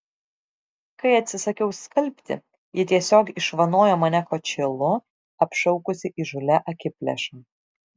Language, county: Lithuanian, Šiauliai